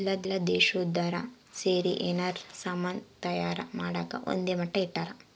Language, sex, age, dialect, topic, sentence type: Kannada, female, 18-24, Central, banking, statement